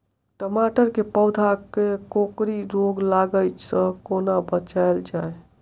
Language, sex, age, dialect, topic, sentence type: Maithili, male, 18-24, Southern/Standard, agriculture, question